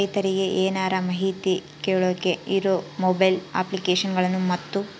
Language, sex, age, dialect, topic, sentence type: Kannada, female, 18-24, Central, agriculture, question